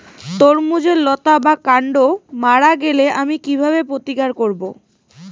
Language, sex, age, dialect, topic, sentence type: Bengali, female, 18-24, Rajbangshi, agriculture, question